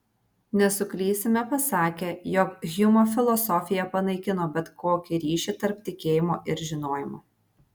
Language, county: Lithuanian, Vilnius